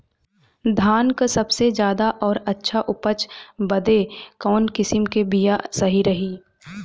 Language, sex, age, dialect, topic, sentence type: Bhojpuri, female, 18-24, Western, agriculture, question